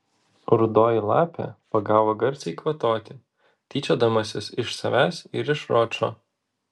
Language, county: Lithuanian, Vilnius